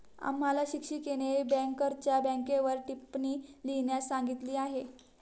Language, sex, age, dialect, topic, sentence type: Marathi, female, 18-24, Standard Marathi, banking, statement